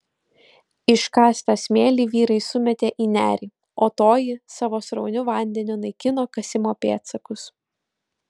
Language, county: Lithuanian, Utena